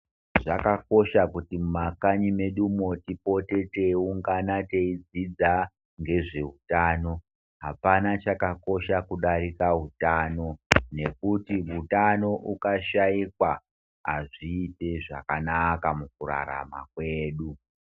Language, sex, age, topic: Ndau, male, 36-49, health